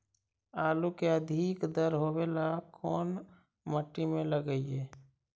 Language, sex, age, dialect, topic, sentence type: Magahi, male, 31-35, Central/Standard, agriculture, question